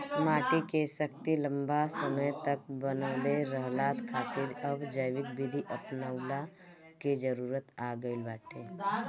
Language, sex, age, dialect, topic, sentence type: Bhojpuri, female, 25-30, Northern, agriculture, statement